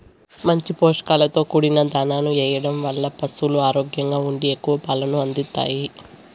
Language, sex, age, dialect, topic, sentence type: Telugu, male, 25-30, Southern, agriculture, statement